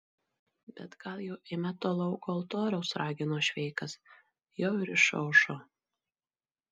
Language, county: Lithuanian, Marijampolė